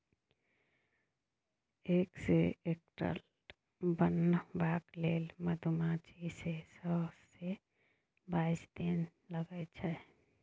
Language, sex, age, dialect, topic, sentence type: Maithili, female, 31-35, Bajjika, agriculture, statement